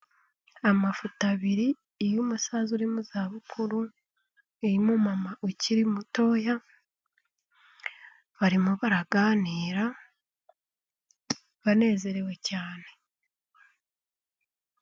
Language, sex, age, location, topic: Kinyarwanda, female, 18-24, Kigali, health